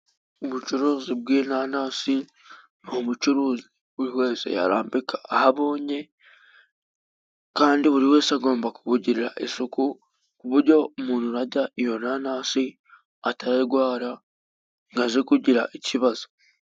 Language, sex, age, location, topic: Kinyarwanda, female, 36-49, Musanze, finance